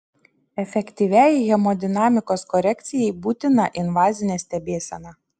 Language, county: Lithuanian, Šiauliai